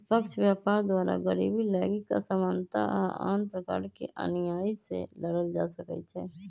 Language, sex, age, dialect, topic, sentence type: Magahi, female, 25-30, Western, banking, statement